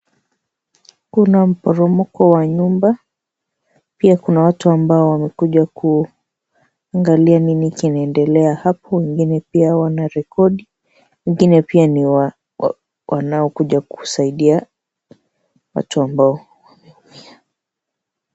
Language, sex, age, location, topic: Swahili, female, 25-35, Kisii, health